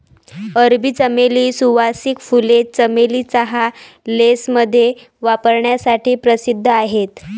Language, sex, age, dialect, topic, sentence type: Marathi, female, 18-24, Varhadi, agriculture, statement